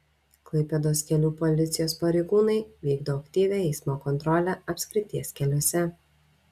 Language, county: Lithuanian, Šiauliai